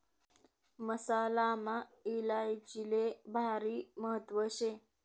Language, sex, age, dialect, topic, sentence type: Marathi, female, 18-24, Northern Konkan, agriculture, statement